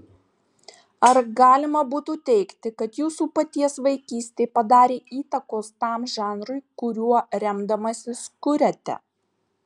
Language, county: Lithuanian, Marijampolė